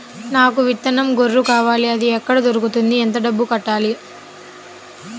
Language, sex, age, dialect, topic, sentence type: Telugu, female, 25-30, Central/Coastal, agriculture, question